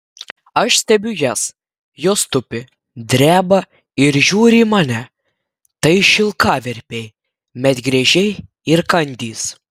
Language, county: Lithuanian, Klaipėda